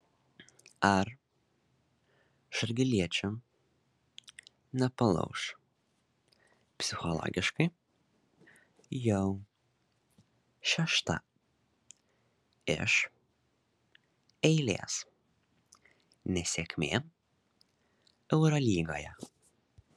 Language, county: Lithuanian, Šiauliai